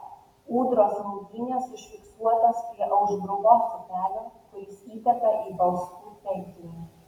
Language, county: Lithuanian, Vilnius